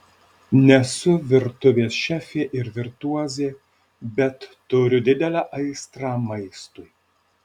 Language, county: Lithuanian, Alytus